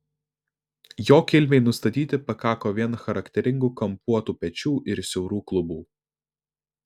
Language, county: Lithuanian, Vilnius